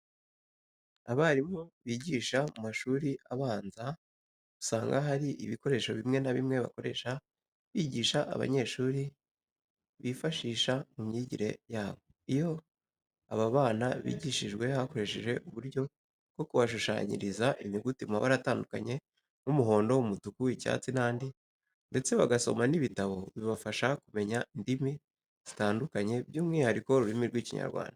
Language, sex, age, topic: Kinyarwanda, male, 18-24, education